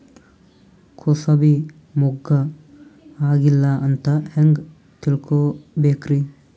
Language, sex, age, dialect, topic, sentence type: Kannada, male, 18-24, Northeastern, agriculture, question